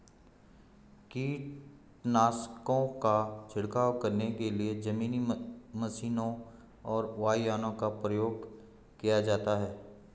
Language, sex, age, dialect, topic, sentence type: Hindi, male, 41-45, Garhwali, agriculture, statement